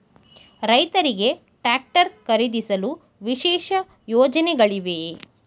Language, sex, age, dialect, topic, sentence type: Kannada, female, 31-35, Mysore Kannada, agriculture, statement